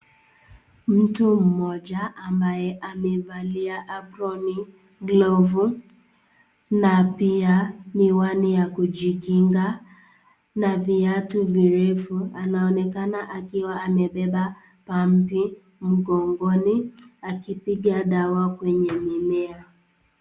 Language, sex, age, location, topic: Swahili, female, 18-24, Nakuru, health